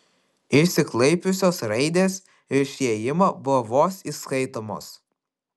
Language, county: Lithuanian, Kaunas